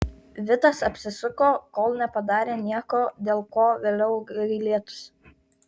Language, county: Lithuanian, Kaunas